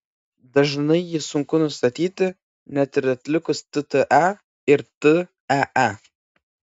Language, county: Lithuanian, Klaipėda